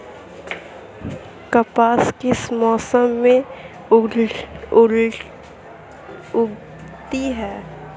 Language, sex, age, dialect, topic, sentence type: Hindi, female, 18-24, Marwari Dhudhari, agriculture, question